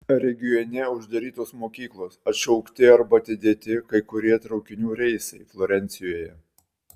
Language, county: Lithuanian, Utena